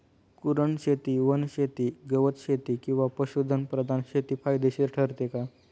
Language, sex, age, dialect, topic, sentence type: Marathi, male, 18-24, Standard Marathi, agriculture, question